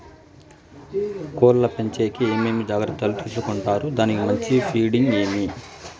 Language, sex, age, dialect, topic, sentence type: Telugu, male, 46-50, Southern, agriculture, question